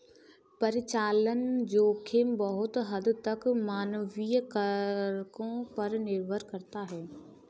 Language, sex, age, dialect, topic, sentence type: Hindi, female, 18-24, Kanauji Braj Bhasha, banking, statement